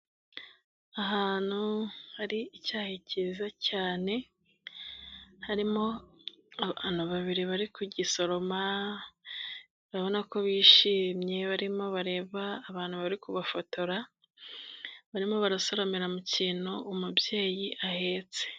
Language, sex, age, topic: Kinyarwanda, female, 25-35, agriculture